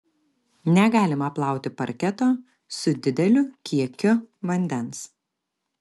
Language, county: Lithuanian, Kaunas